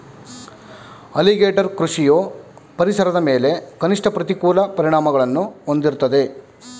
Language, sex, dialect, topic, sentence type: Kannada, male, Mysore Kannada, agriculture, statement